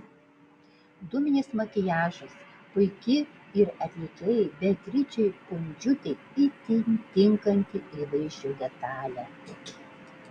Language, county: Lithuanian, Vilnius